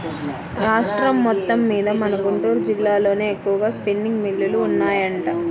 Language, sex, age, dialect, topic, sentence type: Telugu, female, 25-30, Central/Coastal, agriculture, statement